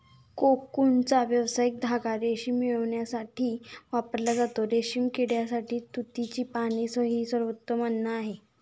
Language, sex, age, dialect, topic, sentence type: Marathi, female, 18-24, Standard Marathi, agriculture, statement